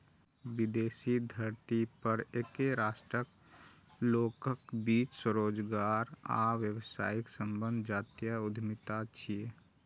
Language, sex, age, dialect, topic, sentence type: Maithili, male, 31-35, Eastern / Thethi, banking, statement